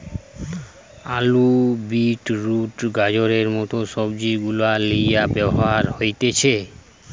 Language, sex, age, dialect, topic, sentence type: Bengali, male, 25-30, Western, agriculture, statement